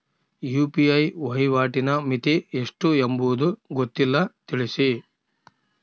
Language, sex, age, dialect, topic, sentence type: Kannada, male, 36-40, Central, banking, question